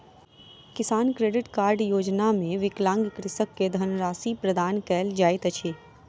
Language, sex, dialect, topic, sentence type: Maithili, female, Southern/Standard, agriculture, statement